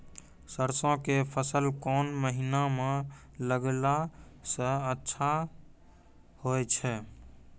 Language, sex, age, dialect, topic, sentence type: Maithili, male, 18-24, Angika, agriculture, question